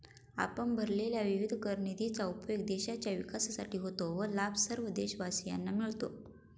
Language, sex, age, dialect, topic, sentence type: Marathi, female, 25-30, Standard Marathi, banking, statement